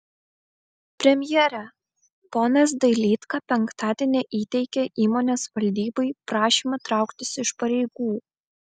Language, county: Lithuanian, Vilnius